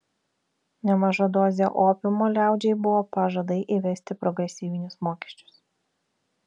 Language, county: Lithuanian, Vilnius